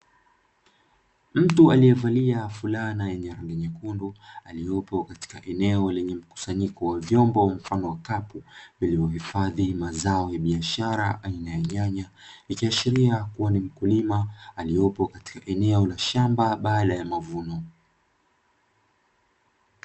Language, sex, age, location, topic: Swahili, male, 25-35, Dar es Salaam, agriculture